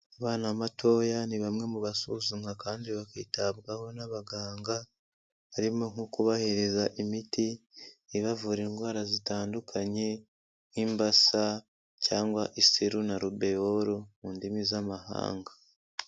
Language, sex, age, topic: Kinyarwanda, male, 25-35, health